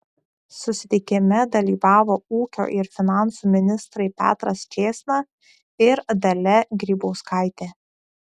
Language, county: Lithuanian, Šiauliai